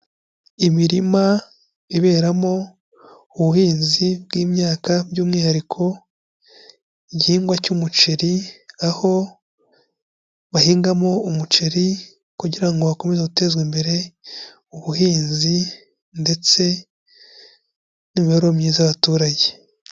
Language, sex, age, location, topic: Kinyarwanda, male, 25-35, Kigali, agriculture